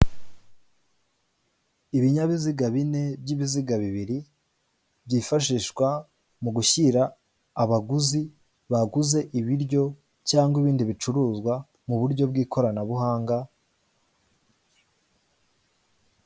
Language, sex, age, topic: Kinyarwanda, male, 18-24, finance